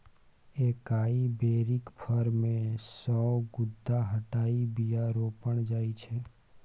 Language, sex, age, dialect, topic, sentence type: Maithili, male, 18-24, Bajjika, agriculture, statement